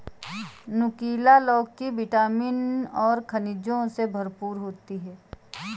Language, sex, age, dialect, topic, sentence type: Hindi, female, 25-30, Awadhi Bundeli, agriculture, statement